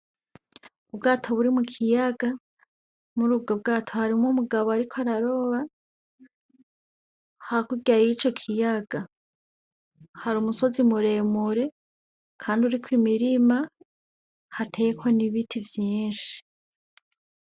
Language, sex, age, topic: Rundi, female, 18-24, agriculture